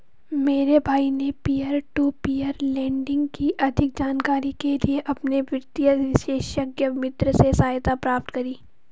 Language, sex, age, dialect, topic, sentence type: Hindi, female, 18-24, Marwari Dhudhari, banking, statement